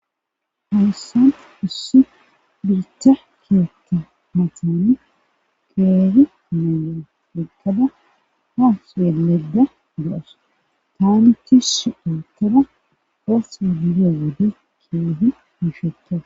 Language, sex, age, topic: Gamo, female, 25-35, government